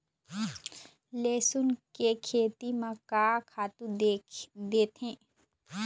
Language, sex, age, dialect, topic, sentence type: Chhattisgarhi, female, 25-30, Eastern, agriculture, question